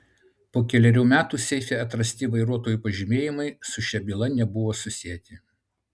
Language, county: Lithuanian, Utena